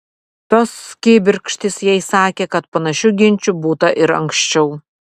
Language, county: Lithuanian, Vilnius